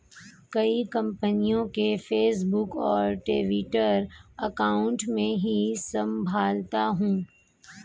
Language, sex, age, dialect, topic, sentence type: Hindi, female, 41-45, Hindustani Malvi Khadi Boli, banking, statement